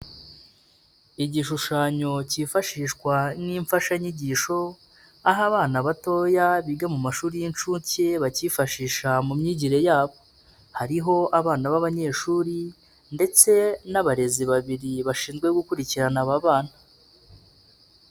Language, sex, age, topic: Kinyarwanda, male, 25-35, education